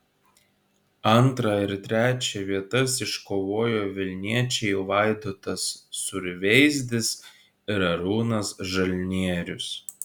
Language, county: Lithuanian, Kaunas